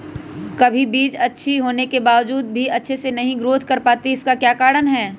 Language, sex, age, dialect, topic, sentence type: Magahi, male, 25-30, Western, agriculture, question